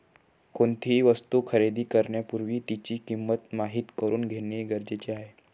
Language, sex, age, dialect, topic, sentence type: Marathi, male, 18-24, Northern Konkan, banking, statement